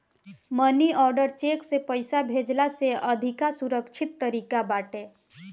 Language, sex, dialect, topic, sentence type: Bhojpuri, female, Northern, banking, statement